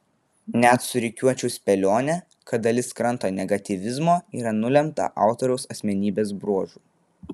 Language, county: Lithuanian, Vilnius